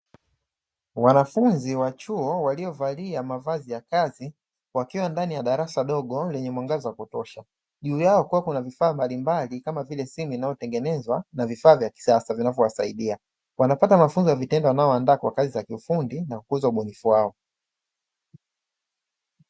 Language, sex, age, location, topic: Swahili, male, 25-35, Dar es Salaam, education